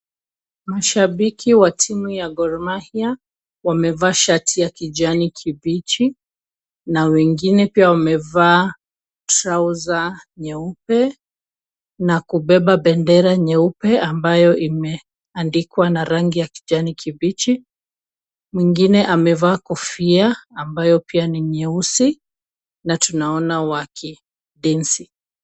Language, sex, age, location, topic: Swahili, female, 25-35, Kisumu, government